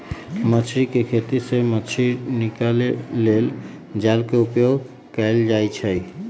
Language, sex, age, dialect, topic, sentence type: Magahi, female, 25-30, Western, agriculture, statement